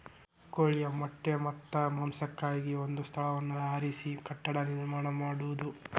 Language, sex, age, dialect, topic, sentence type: Kannada, male, 46-50, Dharwad Kannada, agriculture, statement